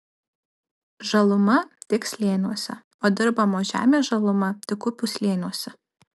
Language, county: Lithuanian, Alytus